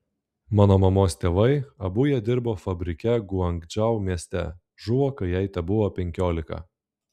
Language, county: Lithuanian, Klaipėda